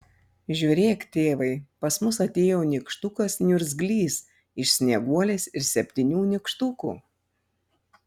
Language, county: Lithuanian, Panevėžys